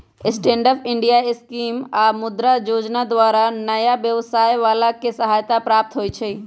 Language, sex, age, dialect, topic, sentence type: Magahi, female, 31-35, Western, banking, statement